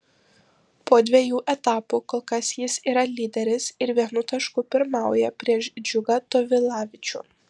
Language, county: Lithuanian, Panevėžys